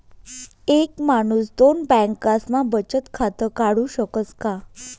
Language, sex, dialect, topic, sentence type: Marathi, female, Northern Konkan, banking, statement